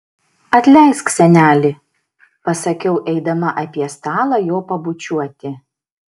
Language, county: Lithuanian, Šiauliai